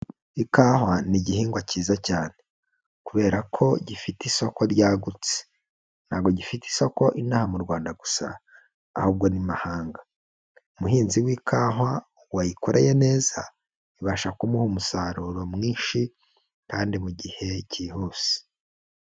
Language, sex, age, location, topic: Kinyarwanda, male, 25-35, Huye, agriculture